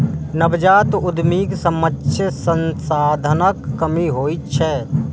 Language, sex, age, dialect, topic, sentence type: Maithili, male, 25-30, Eastern / Thethi, banking, statement